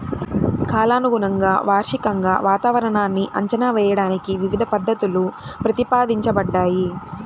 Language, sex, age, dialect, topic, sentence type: Telugu, female, 18-24, Central/Coastal, agriculture, statement